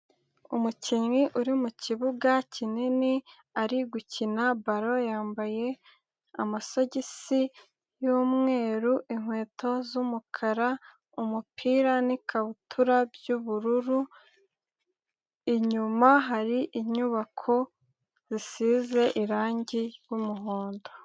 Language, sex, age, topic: Kinyarwanda, female, 18-24, government